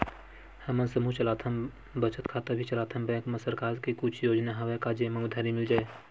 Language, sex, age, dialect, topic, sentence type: Chhattisgarhi, male, 25-30, Western/Budati/Khatahi, banking, question